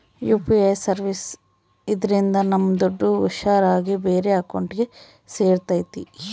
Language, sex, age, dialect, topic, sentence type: Kannada, female, 41-45, Central, banking, statement